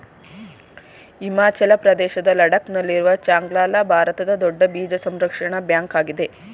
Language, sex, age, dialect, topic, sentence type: Kannada, female, 31-35, Mysore Kannada, agriculture, statement